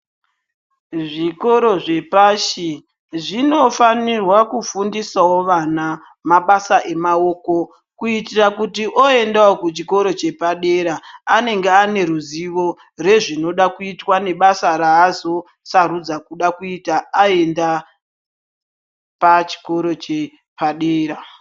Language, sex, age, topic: Ndau, female, 36-49, education